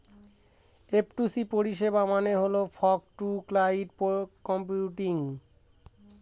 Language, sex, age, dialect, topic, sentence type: Bengali, male, 25-30, Northern/Varendri, agriculture, statement